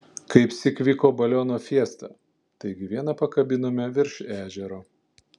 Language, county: Lithuanian, Panevėžys